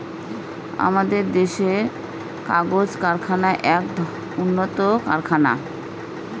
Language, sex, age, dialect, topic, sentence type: Bengali, female, 31-35, Northern/Varendri, agriculture, statement